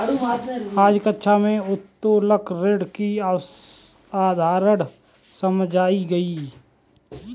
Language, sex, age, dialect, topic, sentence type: Hindi, male, 25-30, Kanauji Braj Bhasha, banking, statement